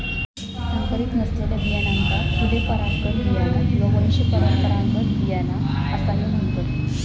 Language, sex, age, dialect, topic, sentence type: Marathi, female, 25-30, Southern Konkan, agriculture, statement